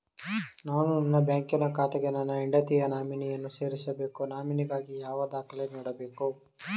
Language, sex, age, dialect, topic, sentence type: Kannada, male, 36-40, Mysore Kannada, banking, question